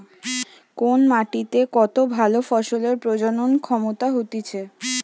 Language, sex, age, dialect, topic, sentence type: Bengali, female, 18-24, Western, agriculture, statement